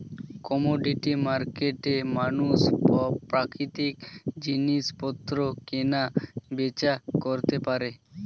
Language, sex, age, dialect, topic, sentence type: Bengali, male, 18-24, Standard Colloquial, banking, statement